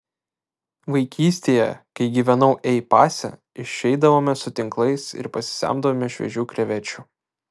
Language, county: Lithuanian, Vilnius